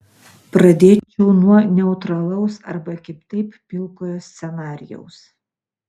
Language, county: Lithuanian, Utena